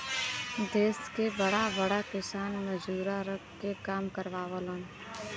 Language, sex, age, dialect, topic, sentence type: Bhojpuri, female, 25-30, Western, agriculture, statement